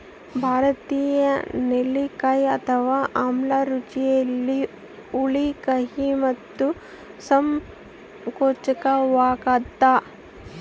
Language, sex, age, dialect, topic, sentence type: Kannada, female, 25-30, Central, agriculture, statement